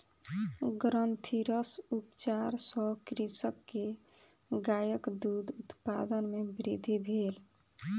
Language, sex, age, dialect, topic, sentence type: Maithili, female, 18-24, Southern/Standard, agriculture, statement